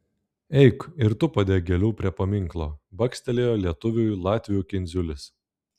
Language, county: Lithuanian, Klaipėda